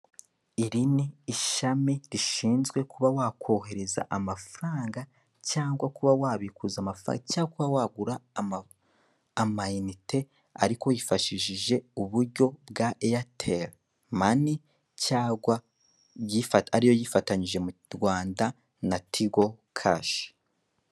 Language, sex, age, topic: Kinyarwanda, male, 18-24, finance